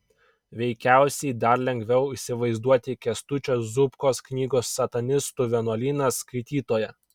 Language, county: Lithuanian, Kaunas